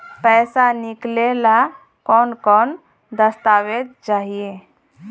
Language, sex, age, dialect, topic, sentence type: Magahi, female, 18-24, Northeastern/Surjapuri, banking, question